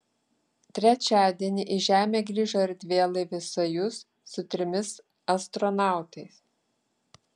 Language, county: Lithuanian, Klaipėda